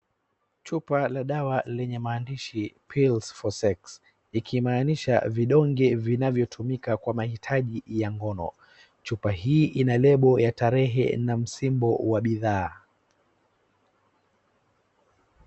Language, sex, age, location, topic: Swahili, male, 36-49, Wajir, health